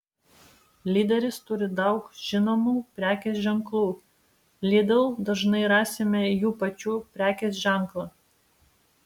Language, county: Lithuanian, Vilnius